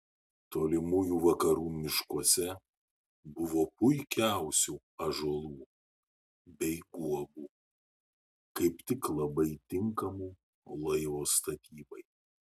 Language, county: Lithuanian, Šiauliai